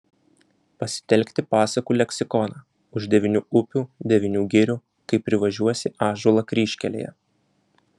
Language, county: Lithuanian, Vilnius